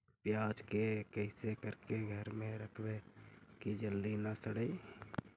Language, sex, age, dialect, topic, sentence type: Magahi, male, 51-55, Central/Standard, agriculture, question